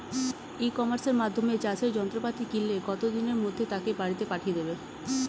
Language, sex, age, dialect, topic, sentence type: Bengali, female, 31-35, Standard Colloquial, agriculture, question